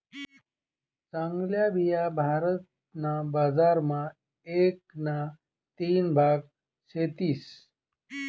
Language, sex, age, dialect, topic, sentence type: Marathi, male, 41-45, Northern Konkan, agriculture, statement